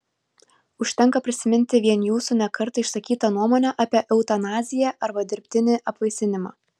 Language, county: Lithuanian, Vilnius